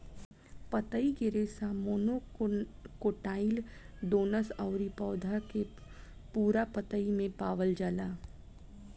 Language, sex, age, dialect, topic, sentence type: Bhojpuri, female, 25-30, Southern / Standard, agriculture, statement